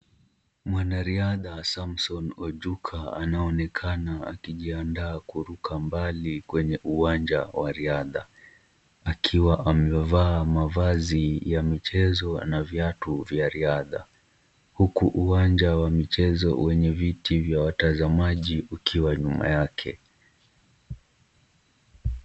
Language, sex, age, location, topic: Swahili, male, 18-24, Kisumu, education